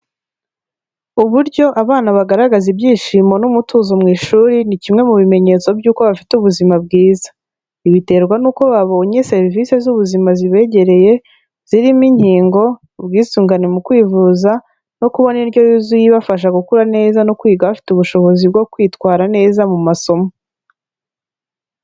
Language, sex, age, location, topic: Kinyarwanda, female, 25-35, Kigali, health